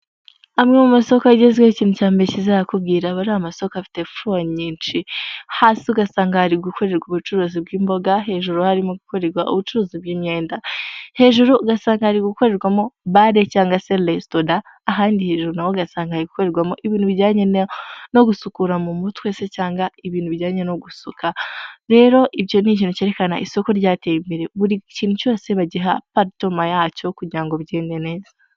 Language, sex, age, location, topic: Kinyarwanda, female, 18-24, Huye, finance